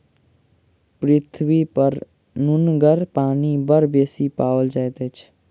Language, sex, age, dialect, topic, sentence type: Maithili, male, 46-50, Southern/Standard, agriculture, statement